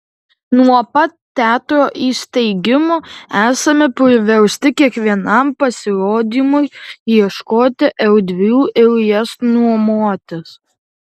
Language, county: Lithuanian, Tauragė